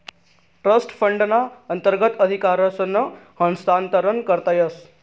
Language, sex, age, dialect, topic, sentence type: Marathi, male, 31-35, Northern Konkan, banking, statement